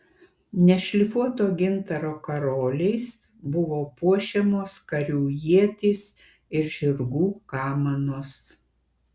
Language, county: Lithuanian, Kaunas